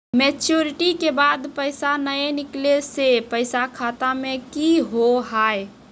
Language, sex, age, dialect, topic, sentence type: Maithili, female, 18-24, Angika, banking, question